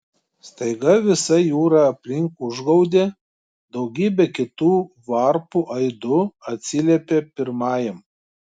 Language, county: Lithuanian, Klaipėda